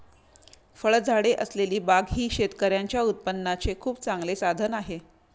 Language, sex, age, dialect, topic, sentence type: Marathi, female, 31-35, Standard Marathi, agriculture, statement